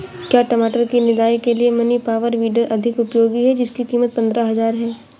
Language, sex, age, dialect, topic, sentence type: Hindi, female, 25-30, Awadhi Bundeli, agriculture, question